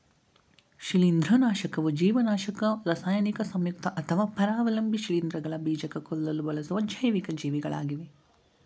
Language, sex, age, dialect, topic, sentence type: Kannada, male, 18-24, Mysore Kannada, agriculture, statement